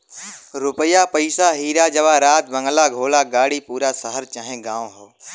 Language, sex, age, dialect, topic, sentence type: Bhojpuri, male, 18-24, Western, banking, statement